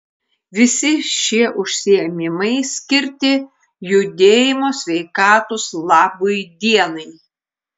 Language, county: Lithuanian, Klaipėda